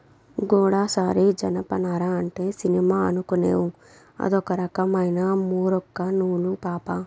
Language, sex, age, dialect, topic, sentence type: Telugu, female, 18-24, Southern, agriculture, statement